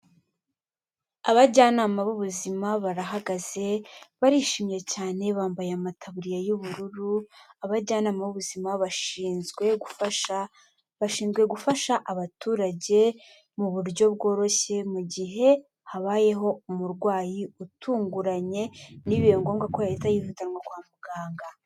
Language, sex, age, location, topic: Kinyarwanda, female, 18-24, Kigali, health